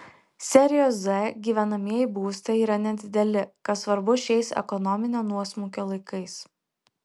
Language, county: Lithuanian, Alytus